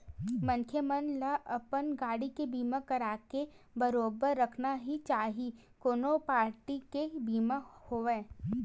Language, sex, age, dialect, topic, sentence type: Chhattisgarhi, female, 60-100, Western/Budati/Khatahi, banking, statement